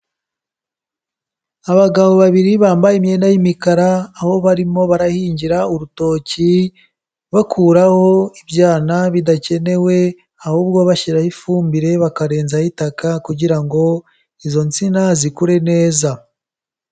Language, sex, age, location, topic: Kinyarwanda, male, 18-24, Kigali, agriculture